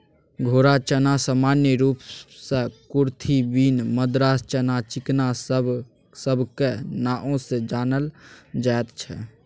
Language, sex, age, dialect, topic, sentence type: Maithili, male, 18-24, Bajjika, agriculture, statement